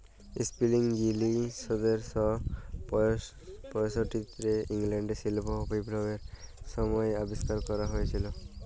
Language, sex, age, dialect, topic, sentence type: Bengali, male, 18-24, Jharkhandi, agriculture, statement